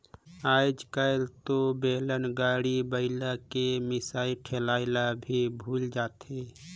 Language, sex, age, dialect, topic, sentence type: Chhattisgarhi, male, 25-30, Northern/Bhandar, banking, statement